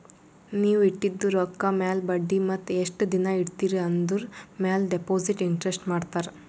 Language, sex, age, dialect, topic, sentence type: Kannada, female, 18-24, Northeastern, banking, statement